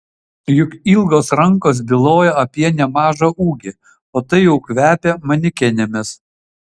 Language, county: Lithuanian, Utena